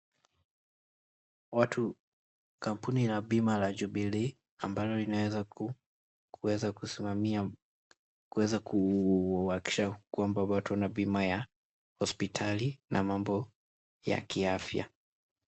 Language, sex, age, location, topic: Swahili, male, 18-24, Kisii, finance